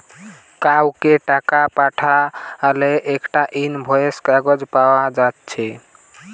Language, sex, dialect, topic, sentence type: Bengali, male, Western, banking, statement